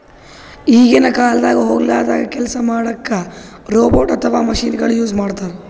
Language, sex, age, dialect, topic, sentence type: Kannada, male, 60-100, Northeastern, agriculture, statement